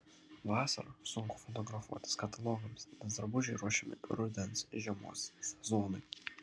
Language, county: Lithuanian, Kaunas